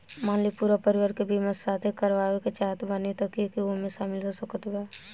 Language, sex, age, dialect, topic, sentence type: Bhojpuri, female, 18-24, Southern / Standard, banking, question